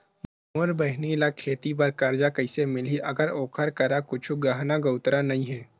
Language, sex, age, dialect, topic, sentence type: Chhattisgarhi, male, 18-24, Western/Budati/Khatahi, agriculture, statement